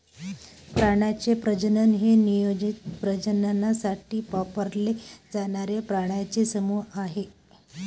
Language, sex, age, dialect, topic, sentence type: Marathi, male, 18-24, Varhadi, agriculture, statement